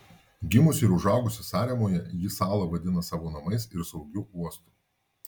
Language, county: Lithuanian, Vilnius